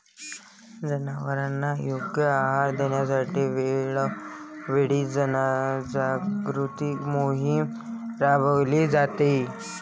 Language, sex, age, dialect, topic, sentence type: Marathi, male, 25-30, Varhadi, agriculture, statement